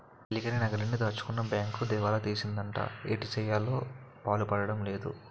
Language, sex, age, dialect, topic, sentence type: Telugu, male, 18-24, Utterandhra, banking, statement